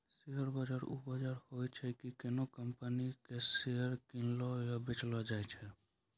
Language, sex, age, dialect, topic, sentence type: Maithili, male, 18-24, Angika, banking, statement